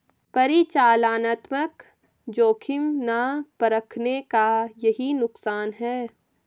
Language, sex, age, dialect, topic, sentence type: Hindi, female, 18-24, Garhwali, banking, statement